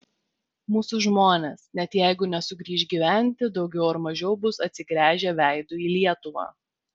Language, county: Lithuanian, Vilnius